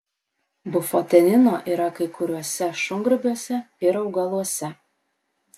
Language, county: Lithuanian, Vilnius